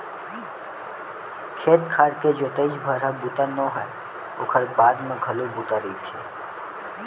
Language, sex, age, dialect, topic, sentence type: Chhattisgarhi, male, 18-24, Western/Budati/Khatahi, agriculture, statement